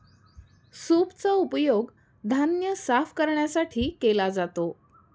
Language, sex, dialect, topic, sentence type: Marathi, female, Standard Marathi, agriculture, statement